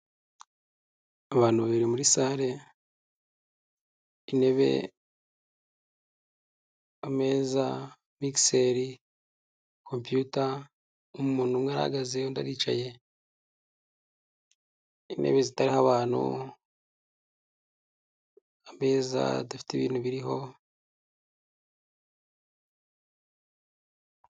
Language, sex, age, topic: Kinyarwanda, male, 18-24, health